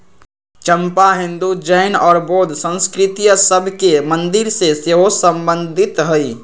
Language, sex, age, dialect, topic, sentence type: Magahi, male, 51-55, Western, agriculture, statement